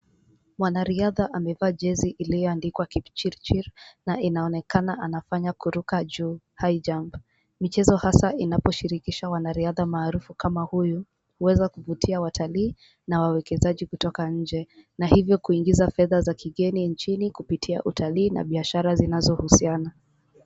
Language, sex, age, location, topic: Swahili, female, 18-24, Kisumu, government